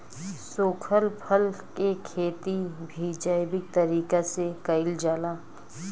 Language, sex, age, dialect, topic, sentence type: Bhojpuri, female, 25-30, Southern / Standard, agriculture, statement